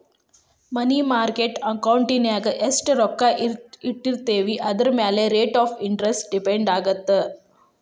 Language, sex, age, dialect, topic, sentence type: Kannada, female, 25-30, Dharwad Kannada, banking, statement